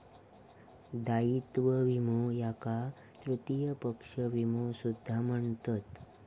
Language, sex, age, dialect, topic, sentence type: Marathi, male, 18-24, Southern Konkan, banking, statement